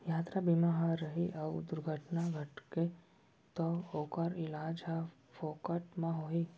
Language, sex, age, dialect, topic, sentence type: Chhattisgarhi, female, 25-30, Central, banking, statement